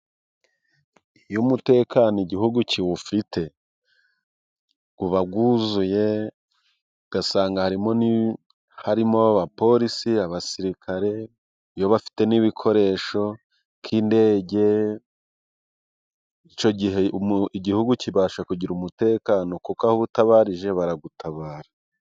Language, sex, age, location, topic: Kinyarwanda, male, 25-35, Musanze, government